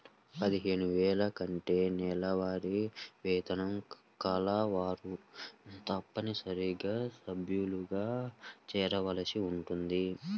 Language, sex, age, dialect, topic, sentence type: Telugu, male, 18-24, Central/Coastal, banking, statement